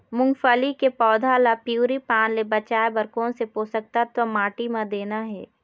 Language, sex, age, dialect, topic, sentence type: Chhattisgarhi, female, 18-24, Eastern, agriculture, question